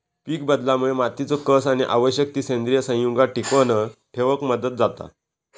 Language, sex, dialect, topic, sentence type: Marathi, male, Southern Konkan, agriculture, statement